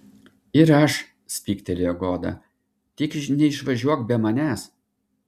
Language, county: Lithuanian, Šiauliai